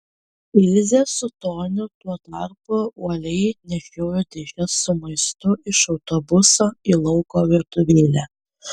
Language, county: Lithuanian, Panevėžys